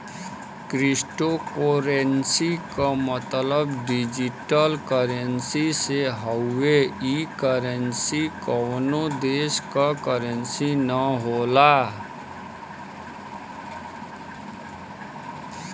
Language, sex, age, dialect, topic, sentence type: Bhojpuri, male, 31-35, Western, banking, statement